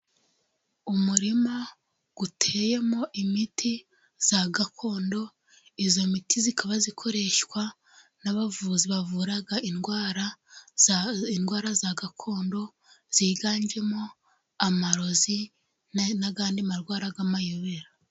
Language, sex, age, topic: Kinyarwanda, female, 25-35, health